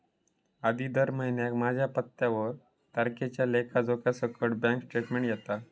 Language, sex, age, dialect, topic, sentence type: Marathi, male, 25-30, Southern Konkan, banking, statement